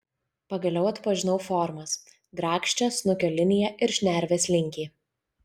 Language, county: Lithuanian, Vilnius